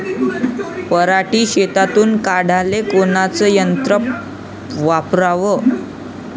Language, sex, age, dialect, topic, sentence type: Marathi, male, 25-30, Varhadi, agriculture, question